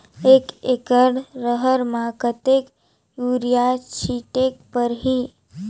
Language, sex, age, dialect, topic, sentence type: Chhattisgarhi, male, 18-24, Northern/Bhandar, agriculture, question